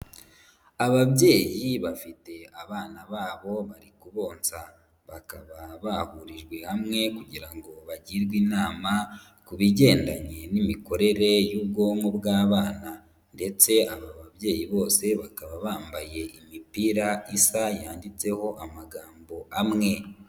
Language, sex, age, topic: Kinyarwanda, female, 18-24, health